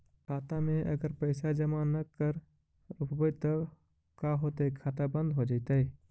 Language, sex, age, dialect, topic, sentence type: Magahi, male, 25-30, Central/Standard, banking, question